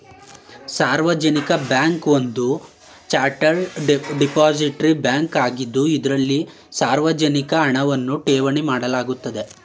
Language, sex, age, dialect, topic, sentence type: Kannada, male, 18-24, Mysore Kannada, banking, statement